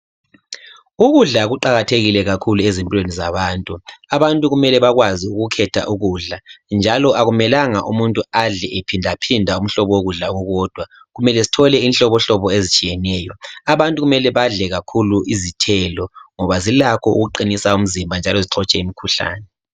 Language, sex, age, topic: North Ndebele, male, 36-49, education